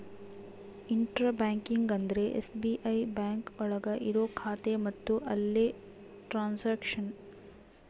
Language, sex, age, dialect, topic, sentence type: Kannada, female, 18-24, Central, banking, statement